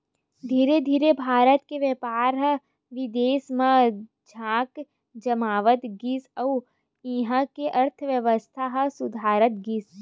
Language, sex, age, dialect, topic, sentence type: Chhattisgarhi, female, 18-24, Western/Budati/Khatahi, banking, statement